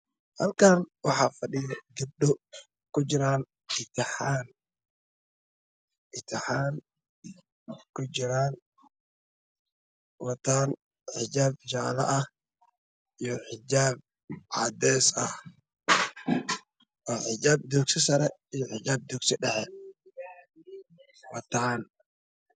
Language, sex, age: Somali, male, 25-35